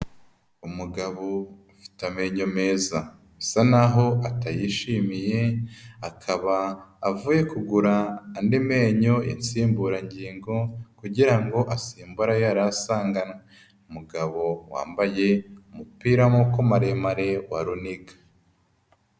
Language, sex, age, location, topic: Kinyarwanda, female, 18-24, Huye, health